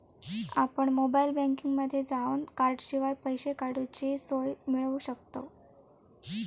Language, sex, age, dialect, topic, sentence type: Marathi, female, 18-24, Southern Konkan, banking, statement